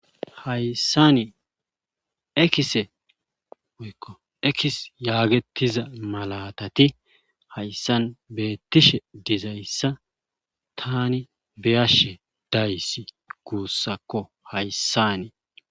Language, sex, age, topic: Gamo, male, 25-35, government